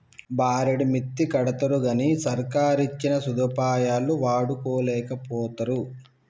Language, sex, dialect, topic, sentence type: Telugu, male, Telangana, banking, statement